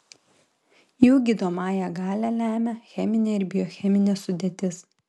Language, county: Lithuanian, Klaipėda